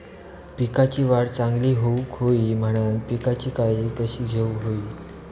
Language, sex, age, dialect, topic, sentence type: Marathi, male, 25-30, Southern Konkan, agriculture, question